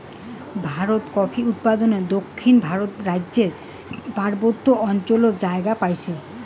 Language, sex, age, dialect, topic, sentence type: Bengali, female, 25-30, Rajbangshi, agriculture, statement